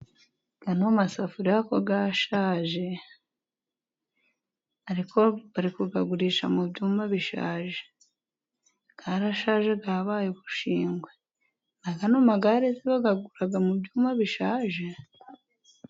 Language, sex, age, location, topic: Kinyarwanda, female, 25-35, Musanze, finance